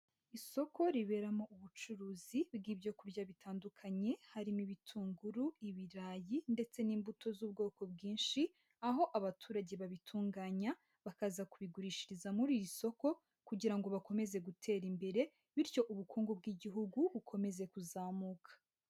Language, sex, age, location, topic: Kinyarwanda, male, 18-24, Huye, agriculture